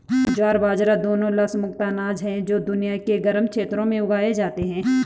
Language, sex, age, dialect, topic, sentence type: Hindi, female, 31-35, Garhwali, agriculture, statement